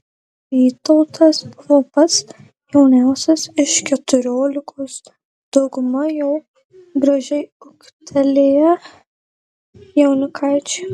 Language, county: Lithuanian, Marijampolė